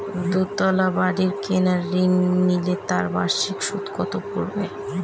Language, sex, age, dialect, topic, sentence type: Bengali, female, 25-30, Northern/Varendri, banking, question